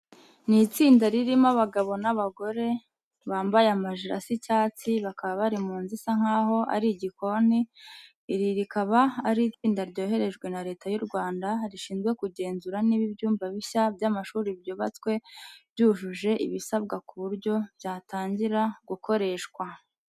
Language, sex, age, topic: Kinyarwanda, female, 25-35, education